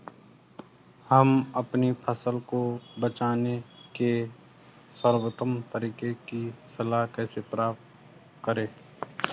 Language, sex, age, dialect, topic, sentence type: Hindi, male, 25-30, Garhwali, agriculture, question